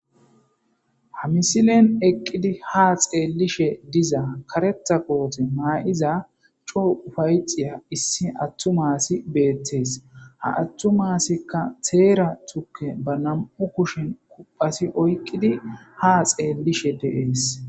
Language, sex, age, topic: Gamo, male, 25-35, agriculture